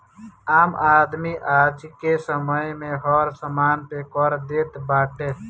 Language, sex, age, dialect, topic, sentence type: Bhojpuri, male, 18-24, Northern, banking, statement